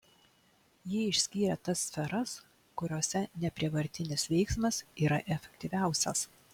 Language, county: Lithuanian, Klaipėda